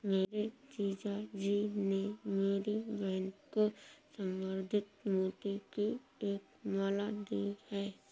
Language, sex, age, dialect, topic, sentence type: Hindi, female, 36-40, Awadhi Bundeli, agriculture, statement